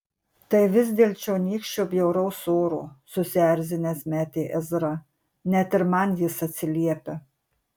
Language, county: Lithuanian, Marijampolė